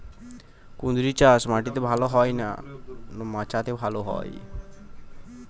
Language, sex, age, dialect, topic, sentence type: Bengali, male, 18-24, Western, agriculture, question